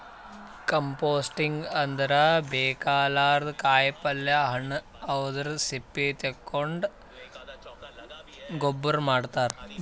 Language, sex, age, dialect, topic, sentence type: Kannada, male, 18-24, Northeastern, agriculture, statement